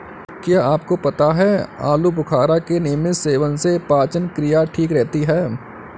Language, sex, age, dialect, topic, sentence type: Hindi, male, 56-60, Kanauji Braj Bhasha, agriculture, statement